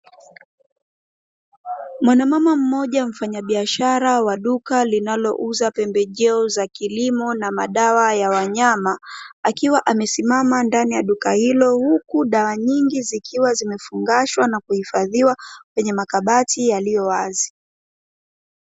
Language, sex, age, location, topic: Swahili, female, 25-35, Dar es Salaam, agriculture